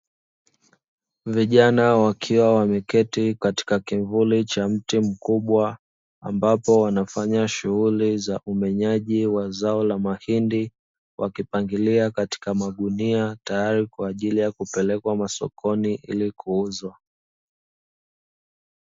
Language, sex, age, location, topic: Swahili, male, 25-35, Dar es Salaam, agriculture